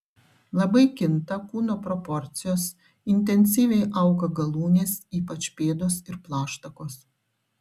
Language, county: Lithuanian, Šiauliai